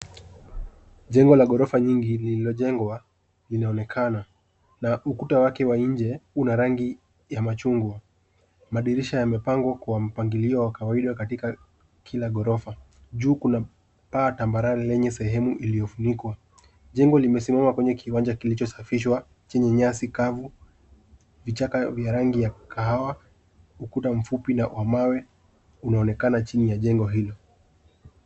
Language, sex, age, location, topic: Swahili, male, 18-24, Nairobi, finance